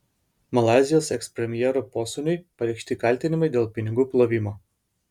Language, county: Lithuanian, Vilnius